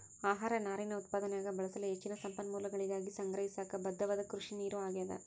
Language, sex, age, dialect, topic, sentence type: Kannada, female, 18-24, Central, agriculture, statement